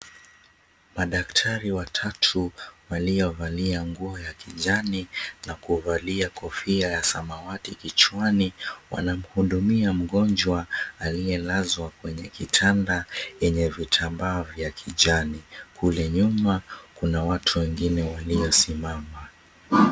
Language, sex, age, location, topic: Swahili, male, 18-24, Mombasa, health